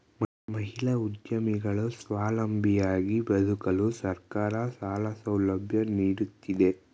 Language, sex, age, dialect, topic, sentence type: Kannada, male, 18-24, Mysore Kannada, banking, statement